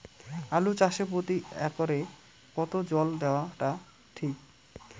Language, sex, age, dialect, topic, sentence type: Bengali, male, 18-24, Rajbangshi, agriculture, question